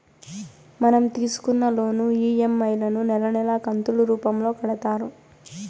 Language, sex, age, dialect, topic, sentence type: Telugu, female, 18-24, Southern, banking, statement